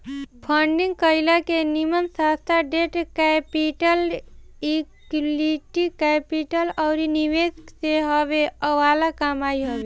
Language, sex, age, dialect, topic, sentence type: Bhojpuri, female, 18-24, Northern, banking, statement